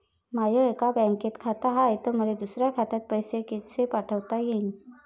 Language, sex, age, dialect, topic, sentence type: Marathi, female, 36-40, Varhadi, banking, question